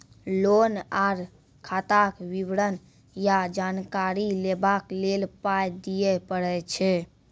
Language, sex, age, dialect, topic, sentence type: Maithili, female, 56-60, Angika, banking, question